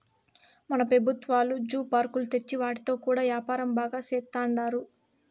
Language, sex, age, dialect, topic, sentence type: Telugu, female, 18-24, Southern, agriculture, statement